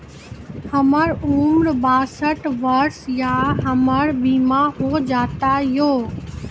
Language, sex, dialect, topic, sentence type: Maithili, female, Angika, banking, question